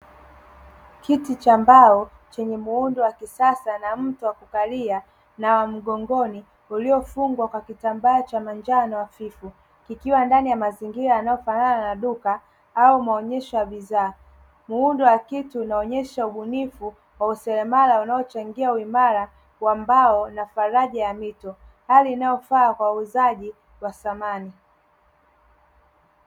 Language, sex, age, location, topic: Swahili, male, 18-24, Dar es Salaam, finance